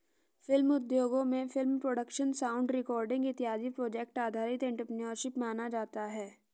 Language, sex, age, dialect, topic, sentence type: Hindi, female, 46-50, Hindustani Malvi Khadi Boli, banking, statement